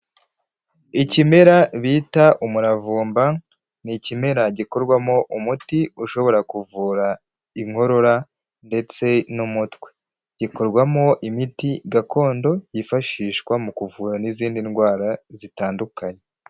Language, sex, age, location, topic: Kinyarwanda, male, 18-24, Huye, health